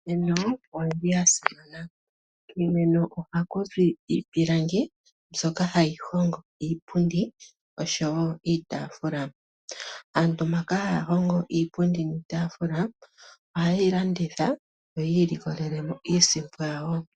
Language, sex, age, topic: Oshiwambo, female, 25-35, finance